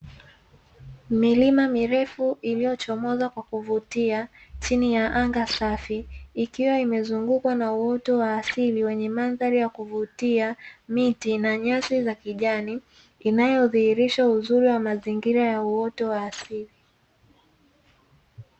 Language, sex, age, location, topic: Swahili, female, 18-24, Dar es Salaam, agriculture